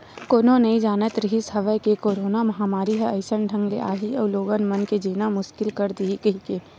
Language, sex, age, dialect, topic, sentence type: Chhattisgarhi, female, 18-24, Western/Budati/Khatahi, banking, statement